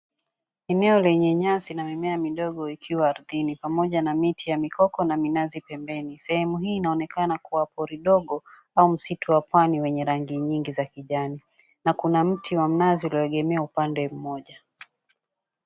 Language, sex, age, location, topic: Swahili, female, 36-49, Mombasa, agriculture